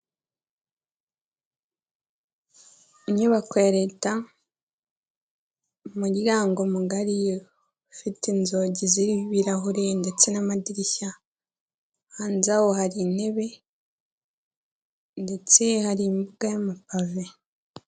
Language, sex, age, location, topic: Kinyarwanda, female, 18-24, Kigali, government